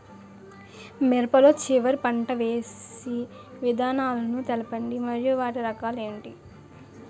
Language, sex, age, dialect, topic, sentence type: Telugu, male, 18-24, Utterandhra, agriculture, question